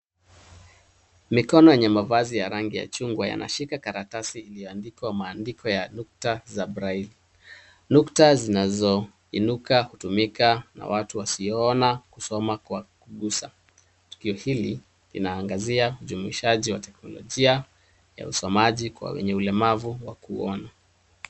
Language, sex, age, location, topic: Swahili, male, 36-49, Nairobi, education